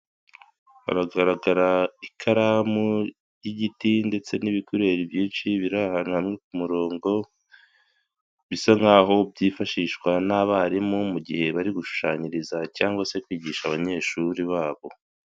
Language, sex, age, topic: Kinyarwanda, male, 25-35, education